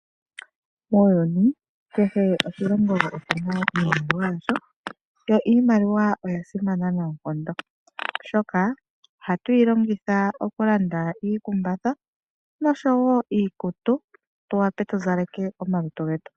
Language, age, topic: Oshiwambo, 25-35, finance